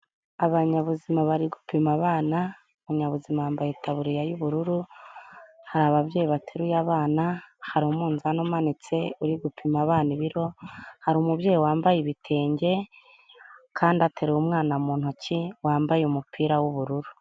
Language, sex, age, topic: Kinyarwanda, female, 25-35, health